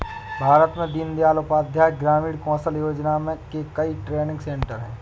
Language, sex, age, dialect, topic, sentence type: Hindi, male, 56-60, Awadhi Bundeli, banking, statement